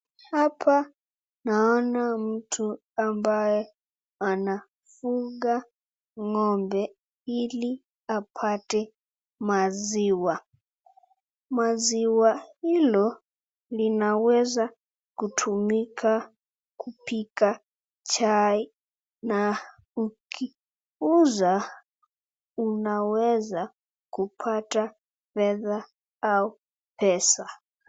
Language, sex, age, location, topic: Swahili, female, 36-49, Nakuru, agriculture